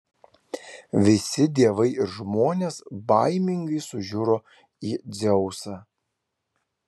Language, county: Lithuanian, Klaipėda